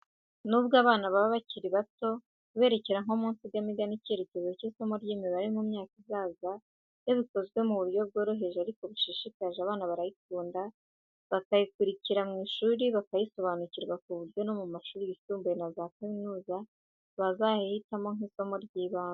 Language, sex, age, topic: Kinyarwanda, female, 18-24, education